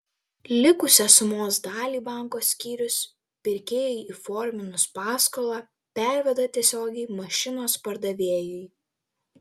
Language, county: Lithuanian, Telšiai